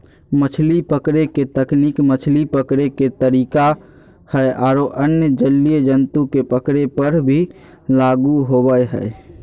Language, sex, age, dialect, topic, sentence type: Magahi, male, 18-24, Southern, agriculture, statement